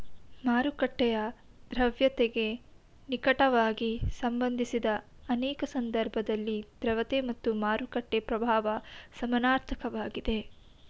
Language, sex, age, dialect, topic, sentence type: Kannada, female, 18-24, Mysore Kannada, banking, statement